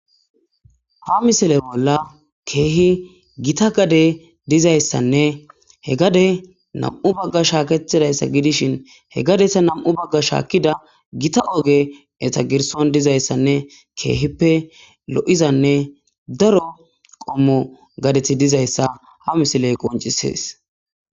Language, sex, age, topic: Gamo, female, 18-24, agriculture